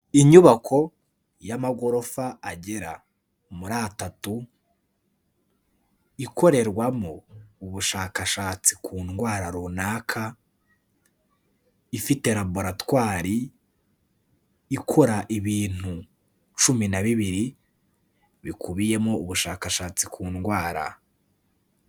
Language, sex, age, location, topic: Kinyarwanda, male, 18-24, Kigali, health